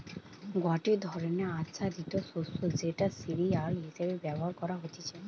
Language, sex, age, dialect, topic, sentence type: Bengali, female, 18-24, Western, agriculture, statement